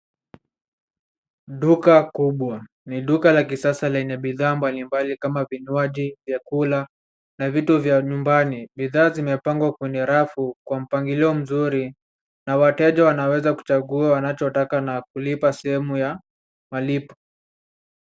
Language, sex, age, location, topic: Swahili, male, 18-24, Nairobi, finance